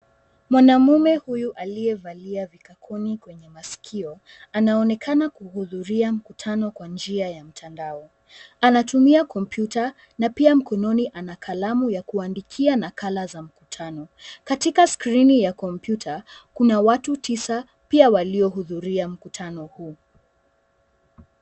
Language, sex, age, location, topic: Swahili, female, 18-24, Nairobi, education